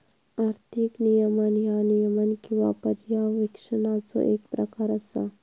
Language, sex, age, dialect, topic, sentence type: Marathi, female, 31-35, Southern Konkan, banking, statement